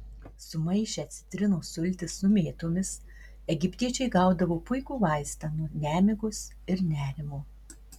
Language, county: Lithuanian, Marijampolė